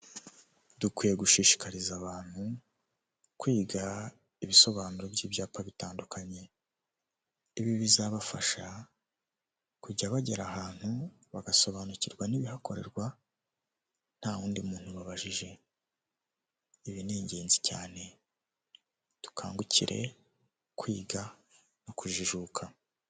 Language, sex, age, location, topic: Kinyarwanda, male, 18-24, Huye, government